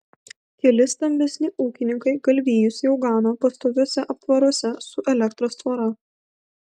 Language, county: Lithuanian, Vilnius